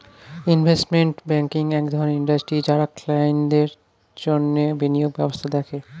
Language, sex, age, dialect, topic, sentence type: Bengali, male, 25-30, Standard Colloquial, banking, statement